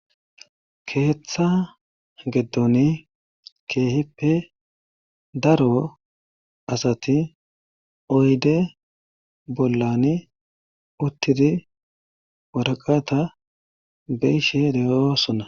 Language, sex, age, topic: Gamo, male, 36-49, government